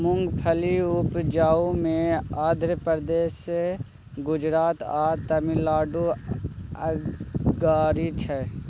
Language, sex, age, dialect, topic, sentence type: Maithili, male, 18-24, Bajjika, agriculture, statement